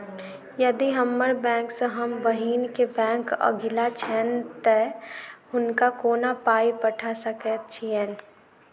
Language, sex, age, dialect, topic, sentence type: Maithili, female, 18-24, Southern/Standard, banking, question